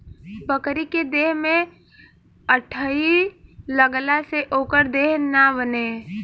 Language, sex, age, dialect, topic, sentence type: Bhojpuri, female, 18-24, Southern / Standard, agriculture, statement